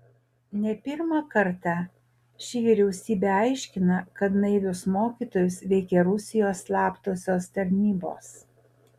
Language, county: Lithuanian, Utena